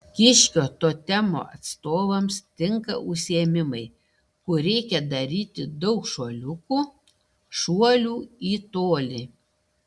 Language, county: Lithuanian, Šiauliai